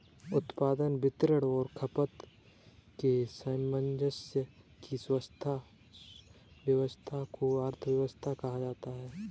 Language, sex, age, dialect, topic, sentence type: Hindi, male, 18-24, Kanauji Braj Bhasha, banking, statement